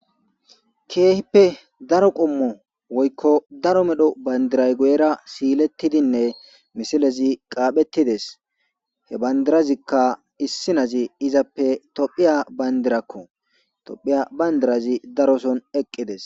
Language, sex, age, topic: Gamo, male, 18-24, government